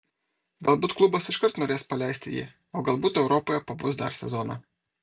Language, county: Lithuanian, Vilnius